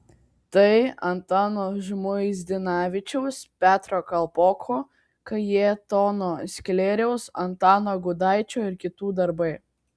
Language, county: Lithuanian, Kaunas